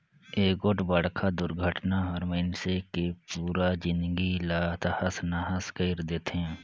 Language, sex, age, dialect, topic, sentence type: Chhattisgarhi, male, 18-24, Northern/Bhandar, banking, statement